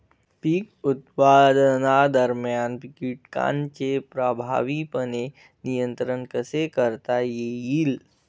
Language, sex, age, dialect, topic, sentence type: Marathi, male, 25-30, Standard Marathi, agriculture, question